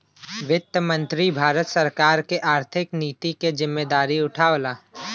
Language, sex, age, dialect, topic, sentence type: Bhojpuri, male, 25-30, Western, banking, statement